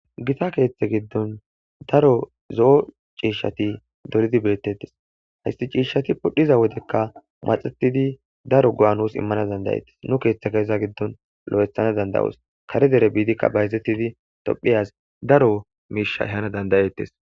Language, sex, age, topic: Gamo, male, 25-35, agriculture